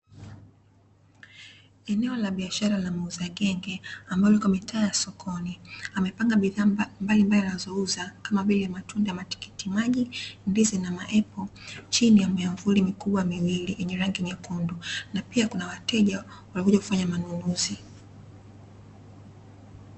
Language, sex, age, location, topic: Swahili, female, 25-35, Dar es Salaam, finance